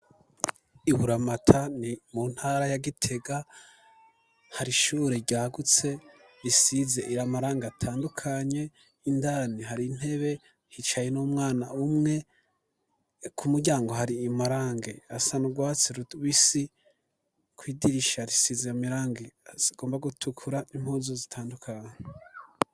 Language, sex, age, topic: Rundi, male, 25-35, education